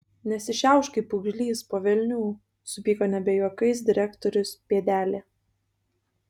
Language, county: Lithuanian, Kaunas